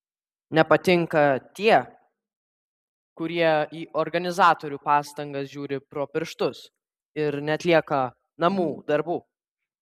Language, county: Lithuanian, Vilnius